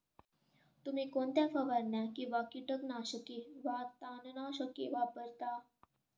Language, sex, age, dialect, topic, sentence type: Marathi, female, 18-24, Standard Marathi, agriculture, question